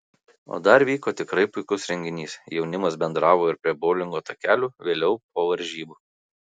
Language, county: Lithuanian, Kaunas